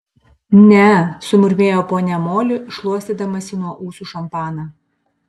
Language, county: Lithuanian, Panevėžys